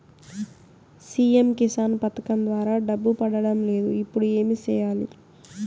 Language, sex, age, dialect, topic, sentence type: Telugu, female, 18-24, Southern, banking, question